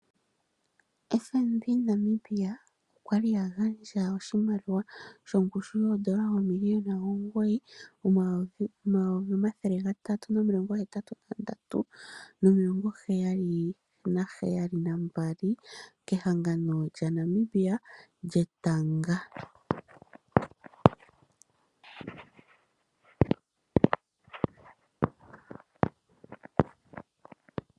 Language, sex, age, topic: Oshiwambo, female, 18-24, finance